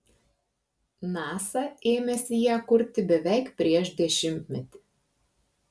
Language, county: Lithuanian, Klaipėda